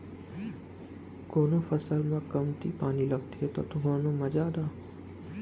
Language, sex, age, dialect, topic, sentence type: Chhattisgarhi, male, 18-24, Central, agriculture, statement